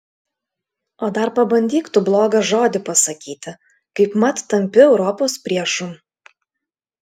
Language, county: Lithuanian, Klaipėda